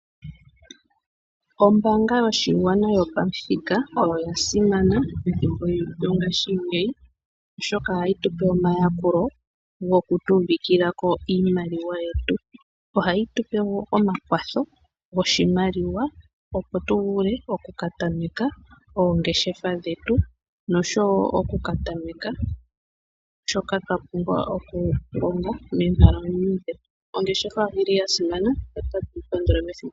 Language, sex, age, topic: Oshiwambo, female, 25-35, finance